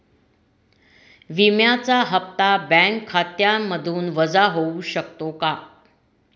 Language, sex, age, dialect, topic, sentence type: Marathi, female, 46-50, Standard Marathi, banking, question